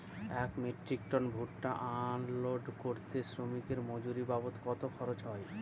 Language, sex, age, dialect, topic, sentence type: Bengali, male, 36-40, Northern/Varendri, agriculture, question